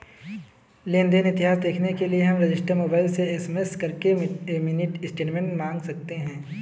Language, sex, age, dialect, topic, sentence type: Hindi, male, 18-24, Kanauji Braj Bhasha, banking, statement